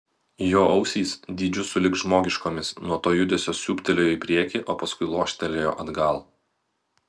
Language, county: Lithuanian, Vilnius